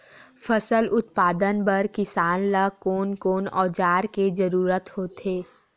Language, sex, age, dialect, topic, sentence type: Chhattisgarhi, female, 18-24, Western/Budati/Khatahi, agriculture, question